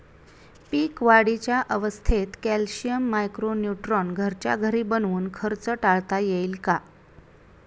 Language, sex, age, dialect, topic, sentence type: Marathi, female, 31-35, Standard Marathi, agriculture, question